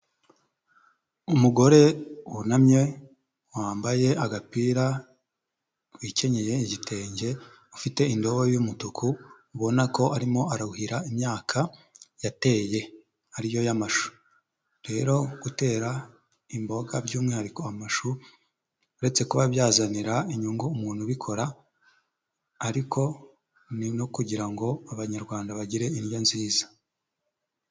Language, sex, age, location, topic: Kinyarwanda, male, 50+, Nyagatare, agriculture